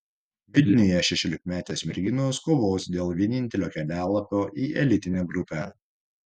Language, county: Lithuanian, Vilnius